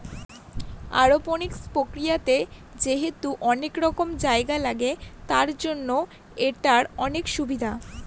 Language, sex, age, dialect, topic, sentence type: Bengali, female, 18-24, Northern/Varendri, agriculture, statement